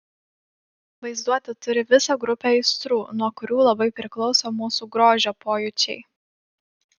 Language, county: Lithuanian, Panevėžys